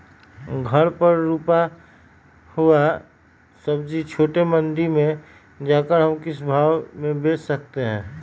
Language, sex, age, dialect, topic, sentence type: Magahi, male, 51-55, Western, agriculture, question